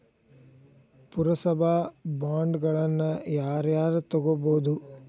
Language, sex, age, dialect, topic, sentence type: Kannada, male, 18-24, Dharwad Kannada, banking, statement